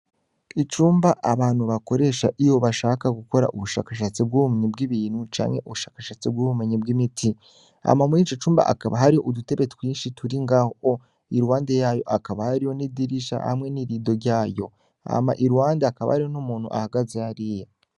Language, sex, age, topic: Rundi, male, 18-24, education